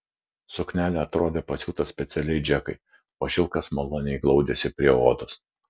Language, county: Lithuanian, Vilnius